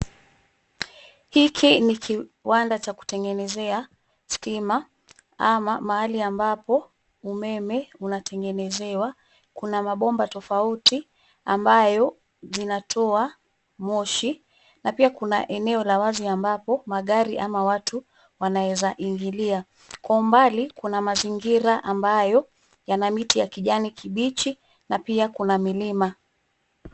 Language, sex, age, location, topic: Swahili, female, 36-49, Nairobi, government